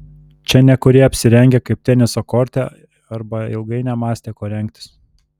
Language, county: Lithuanian, Telšiai